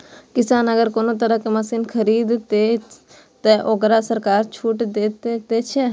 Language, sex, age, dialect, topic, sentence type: Maithili, female, 18-24, Eastern / Thethi, agriculture, question